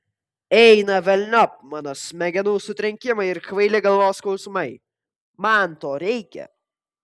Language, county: Lithuanian, Vilnius